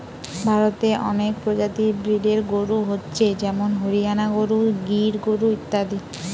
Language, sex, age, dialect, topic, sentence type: Bengali, female, 18-24, Western, agriculture, statement